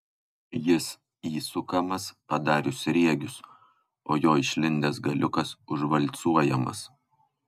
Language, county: Lithuanian, Kaunas